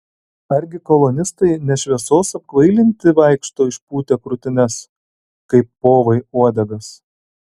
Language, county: Lithuanian, Alytus